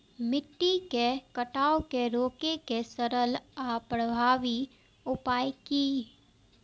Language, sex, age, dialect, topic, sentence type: Maithili, female, 18-24, Eastern / Thethi, agriculture, question